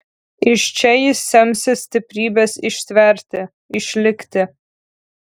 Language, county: Lithuanian, Kaunas